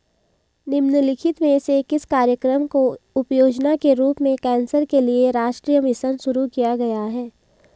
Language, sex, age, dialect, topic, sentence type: Hindi, female, 18-24, Hindustani Malvi Khadi Boli, banking, question